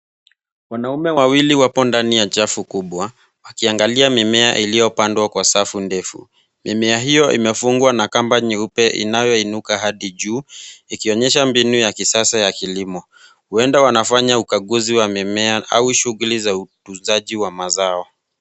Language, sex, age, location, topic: Swahili, male, 25-35, Nairobi, agriculture